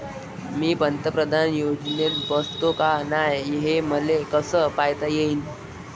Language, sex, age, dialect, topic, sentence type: Marathi, male, 18-24, Varhadi, banking, question